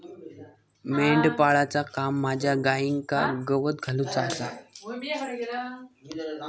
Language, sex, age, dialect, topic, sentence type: Marathi, male, 18-24, Southern Konkan, agriculture, statement